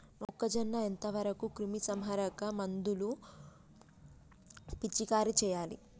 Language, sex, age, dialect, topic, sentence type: Telugu, female, 25-30, Telangana, agriculture, question